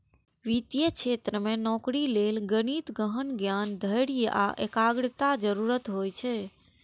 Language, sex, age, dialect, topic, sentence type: Maithili, female, 18-24, Eastern / Thethi, banking, statement